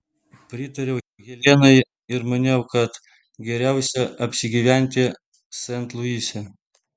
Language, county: Lithuanian, Vilnius